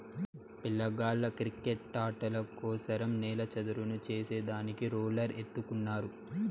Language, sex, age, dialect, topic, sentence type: Telugu, male, 18-24, Southern, agriculture, statement